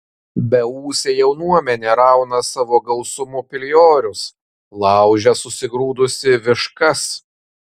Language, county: Lithuanian, Kaunas